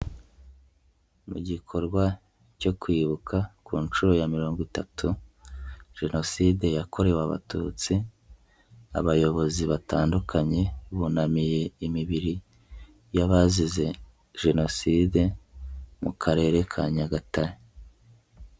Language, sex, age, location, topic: Kinyarwanda, male, 18-24, Nyagatare, government